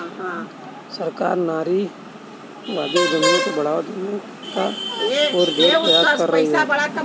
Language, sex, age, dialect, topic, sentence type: Hindi, male, 31-35, Kanauji Braj Bhasha, banking, statement